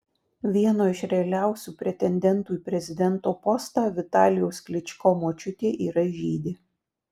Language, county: Lithuanian, Vilnius